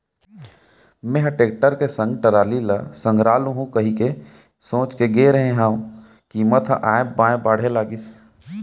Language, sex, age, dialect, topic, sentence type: Chhattisgarhi, male, 18-24, Central, banking, statement